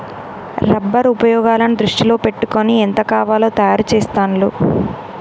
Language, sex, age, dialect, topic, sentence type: Telugu, male, 18-24, Telangana, agriculture, statement